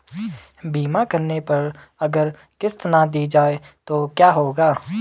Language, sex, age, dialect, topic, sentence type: Hindi, male, 18-24, Garhwali, banking, question